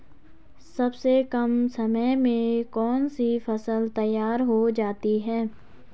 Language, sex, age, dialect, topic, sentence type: Hindi, female, 18-24, Garhwali, agriculture, question